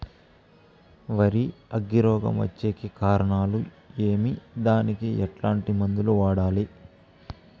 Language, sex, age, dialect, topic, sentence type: Telugu, male, 18-24, Southern, agriculture, question